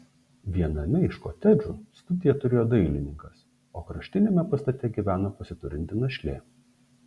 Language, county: Lithuanian, Šiauliai